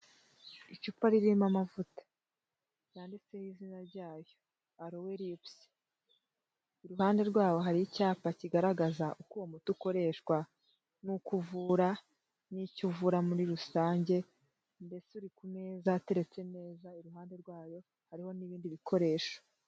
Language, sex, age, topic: Kinyarwanda, female, 18-24, health